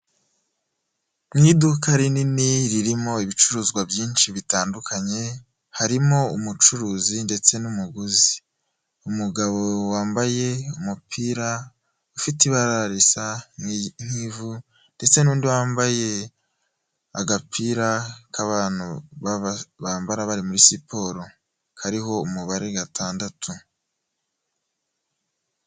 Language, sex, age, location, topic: Kinyarwanda, male, 18-24, Nyagatare, finance